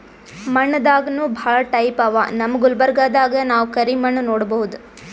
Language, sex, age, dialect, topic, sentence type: Kannada, female, 18-24, Northeastern, agriculture, statement